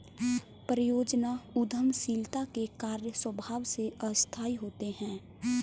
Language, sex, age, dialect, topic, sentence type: Hindi, female, 18-24, Kanauji Braj Bhasha, banking, statement